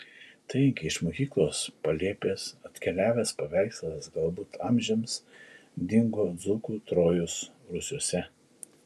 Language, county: Lithuanian, Šiauliai